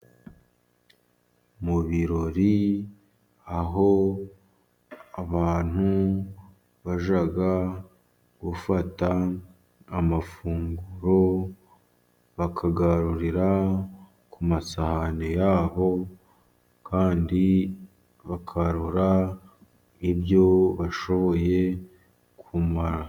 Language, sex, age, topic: Kinyarwanda, male, 50+, government